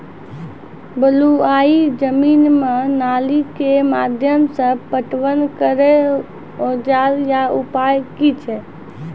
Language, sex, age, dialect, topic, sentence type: Maithili, female, 25-30, Angika, agriculture, question